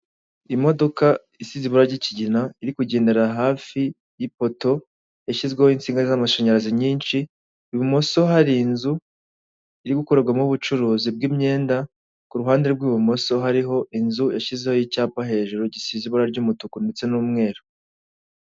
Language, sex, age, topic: Kinyarwanda, male, 18-24, government